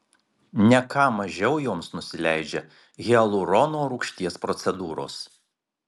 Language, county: Lithuanian, Marijampolė